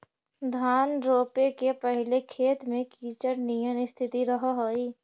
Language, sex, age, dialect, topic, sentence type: Magahi, female, 60-100, Central/Standard, agriculture, statement